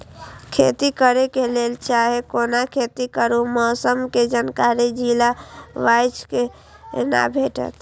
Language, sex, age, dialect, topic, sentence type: Maithili, female, 18-24, Eastern / Thethi, agriculture, question